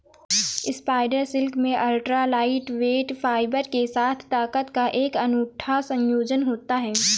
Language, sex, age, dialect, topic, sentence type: Hindi, female, 18-24, Awadhi Bundeli, agriculture, statement